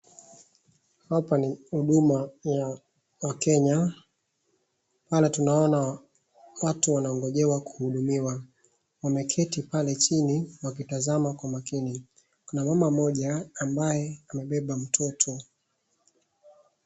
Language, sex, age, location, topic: Swahili, male, 25-35, Wajir, government